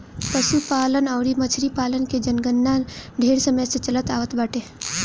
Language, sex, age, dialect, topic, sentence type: Bhojpuri, female, 18-24, Northern, agriculture, statement